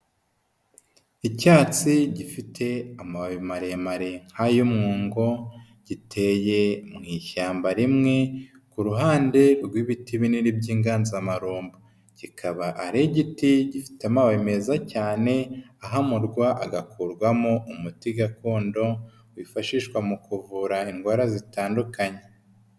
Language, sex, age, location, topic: Kinyarwanda, female, 18-24, Huye, health